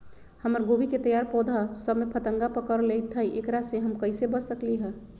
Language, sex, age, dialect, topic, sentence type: Magahi, female, 36-40, Western, agriculture, question